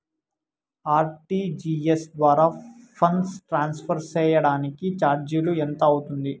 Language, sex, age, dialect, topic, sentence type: Telugu, male, 18-24, Southern, banking, question